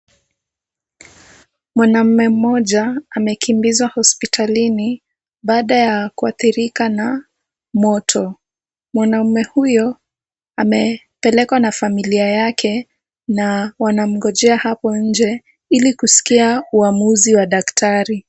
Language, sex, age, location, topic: Swahili, female, 18-24, Kisumu, health